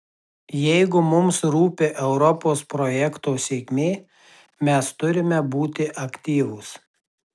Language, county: Lithuanian, Tauragė